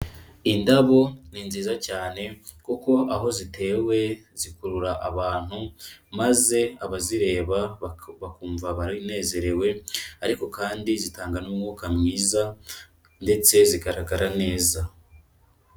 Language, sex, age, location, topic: Kinyarwanda, female, 25-35, Kigali, agriculture